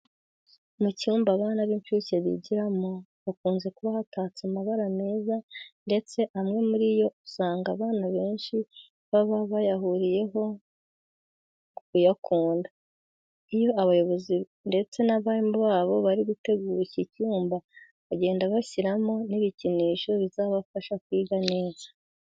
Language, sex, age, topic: Kinyarwanda, female, 18-24, education